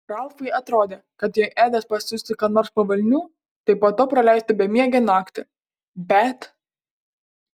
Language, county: Lithuanian, Panevėžys